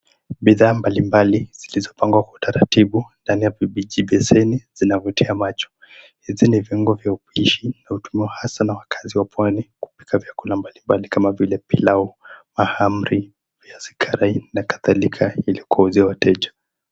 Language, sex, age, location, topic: Swahili, male, 18-24, Mombasa, agriculture